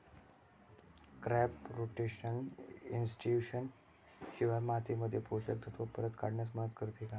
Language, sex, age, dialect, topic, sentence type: Marathi, male, 18-24, Standard Marathi, agriculture, question